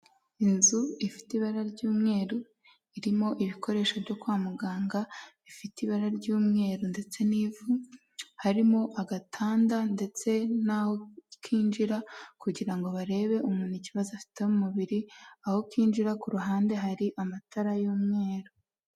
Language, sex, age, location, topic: Kinyarwanda, female, 18-24, Huye, health